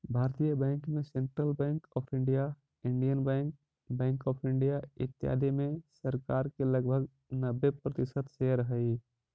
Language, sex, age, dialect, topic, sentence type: Magahi, male, 31-35, Central/Standard, banking, statement